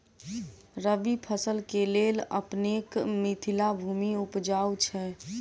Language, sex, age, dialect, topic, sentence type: Maithili, female, 18-24, Southern/Standard, agriculture, question